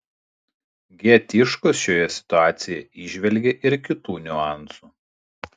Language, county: Lithuanian, Panevėžys